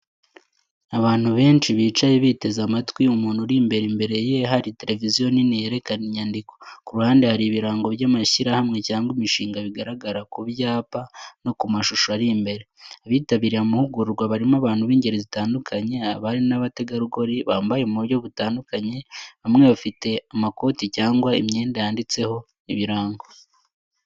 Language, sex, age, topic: Kinyarwanda, male, 18-24, education